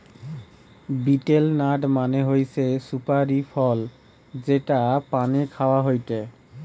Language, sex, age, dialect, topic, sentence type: Bengali, male, 31-35, Western, agriculture, statement